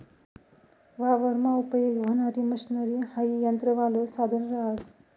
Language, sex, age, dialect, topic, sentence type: Marathi, female, 25-30, Northern Konkan, agriculture, statement